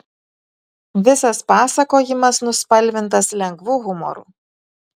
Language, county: Lithuanian, Vilnius